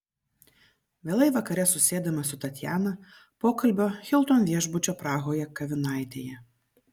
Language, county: Lithuanian, Vilnius